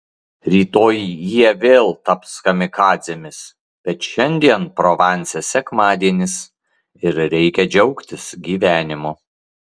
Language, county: Lithuanian, Klaipėda